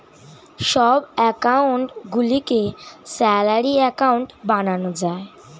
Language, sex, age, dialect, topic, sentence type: Bengali, male, <18, Standard Colloquial, banking, statement